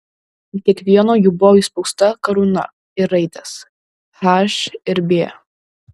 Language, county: Lithuanian, Šiauliai